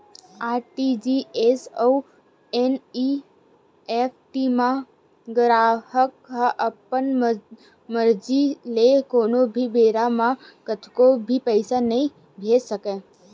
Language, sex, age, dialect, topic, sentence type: Chhattisgarhi, female, 18-24, Western/Budati/Khatahi, banking, statement